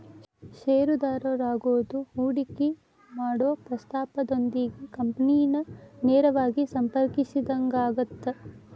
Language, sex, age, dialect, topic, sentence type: Kannada, female, 25-30, Dharwad Kannada, banking, statement